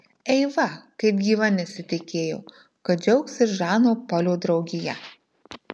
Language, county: Lithuanian, Marijampolė